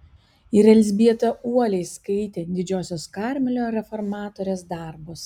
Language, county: Lithuanian, Kaunas